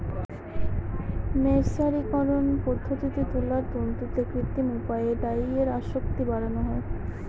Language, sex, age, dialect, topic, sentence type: Bengali, female, 60-100, Northern/Varendri, agriculture, statement